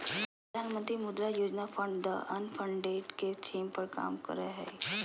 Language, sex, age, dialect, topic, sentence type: Magahi, female, 31-35, Southern, banking, statement